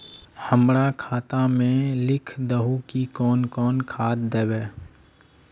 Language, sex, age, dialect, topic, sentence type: Magahi, male, 18-24, Northeastern/Surjapuri, agriculture, question